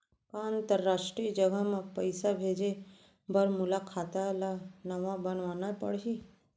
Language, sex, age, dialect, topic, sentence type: Chhattisgarhi, female, 31-35, Central, banking, question